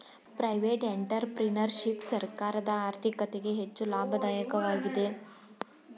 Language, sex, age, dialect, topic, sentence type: Kannada, female, 18-24, Mysore Kannada, banking, statement